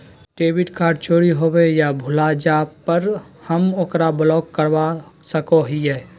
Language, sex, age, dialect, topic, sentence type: Magahi, male, 56-60, Southern, banking, statement